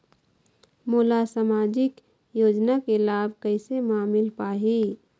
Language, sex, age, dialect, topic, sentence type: Chhattisgarhi, female, 25-30, Eastern, banking, question